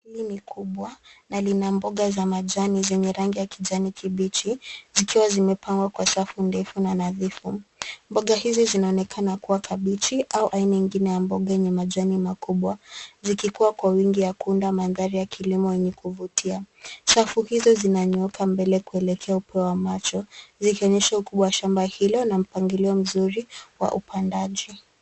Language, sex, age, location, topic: Swahili, female, 25-35, Nairobi, agriculture